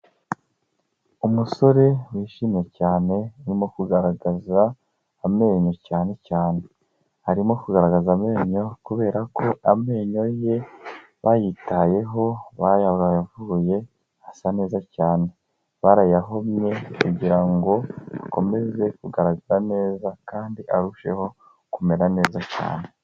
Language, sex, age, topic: Kinyarwanda, male, 25-35, health